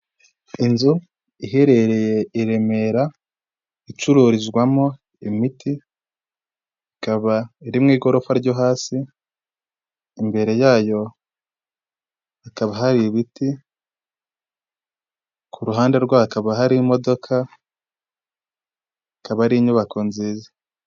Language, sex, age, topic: Kinyarwanda, male, 18-24, health